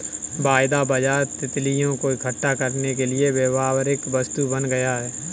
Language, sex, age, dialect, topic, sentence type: Hindi, male, 25-30, Kanauji Braj Bhasha, banking, statement